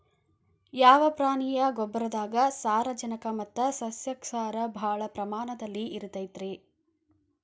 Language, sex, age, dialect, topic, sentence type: Kannada, female, 25-30, Dharwad Kannada, agriculture, question